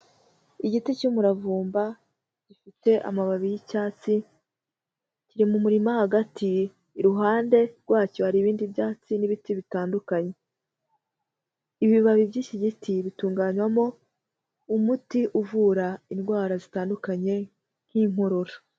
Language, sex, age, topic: Kinyarwanda, female, 18-24, health